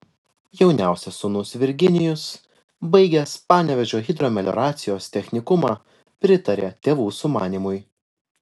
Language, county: Lithuanian, Vilnius